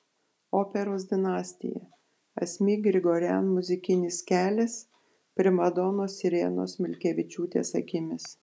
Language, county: Lithuanian, Panevėžys